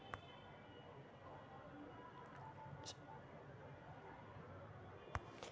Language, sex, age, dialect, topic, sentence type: Magahi, female, 18-24, Western, banking, statement